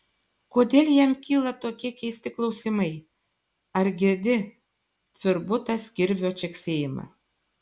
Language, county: Lithuanian, Šiauliai